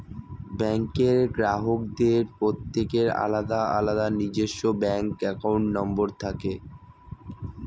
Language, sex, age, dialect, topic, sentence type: Bengali, male, 25-30, Standard Colloquial, banking, statement